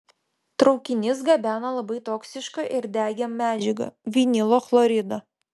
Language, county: Lithuanian, Vilnius